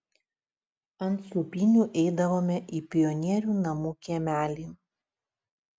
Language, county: Lithuanian, Utena